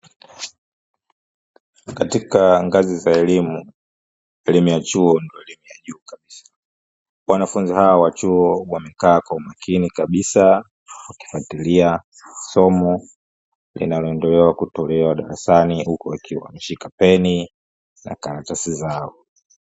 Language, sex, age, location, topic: Swahili, male, 25-35, Dar es Salaam, education